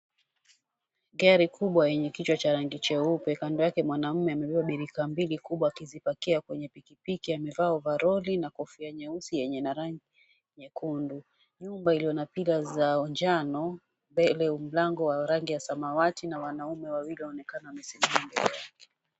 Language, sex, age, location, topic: Swahili, female, 36-49, Mombasa, agriculture